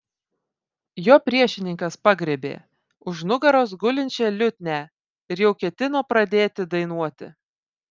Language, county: Lithuanian, Vilnius